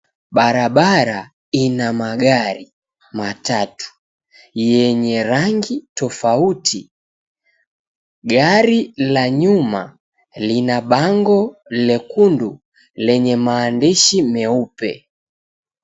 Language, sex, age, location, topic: Swahili, female, 18-24, Mombasa, government